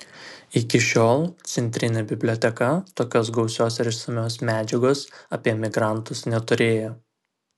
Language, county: Lithuanian, Klaipėda